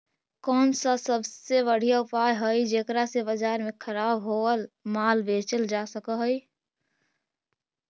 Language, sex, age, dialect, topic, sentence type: Magahi, female, 18-24, Central/Standard, agriculture, statement